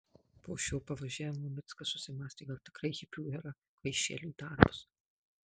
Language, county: Lithuanian, Marijampolė